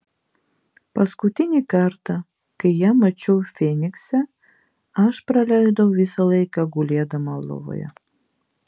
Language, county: Lithuanian, Vilnius